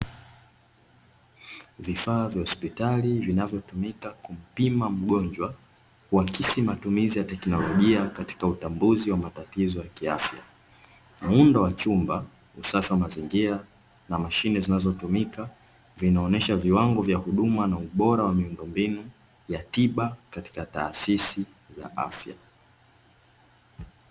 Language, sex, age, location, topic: Swahili, male, 18-24, Dar es Salaam, health